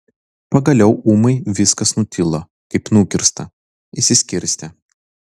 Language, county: Lithuanian, Vilnius